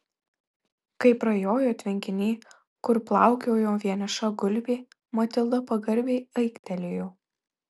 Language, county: Lithuanian, Marijampolė